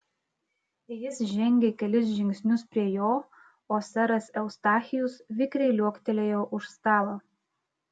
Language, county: Lithuanian, Klaipėda